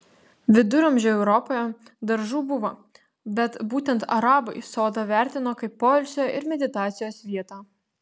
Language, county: Lithuanian, Vilnius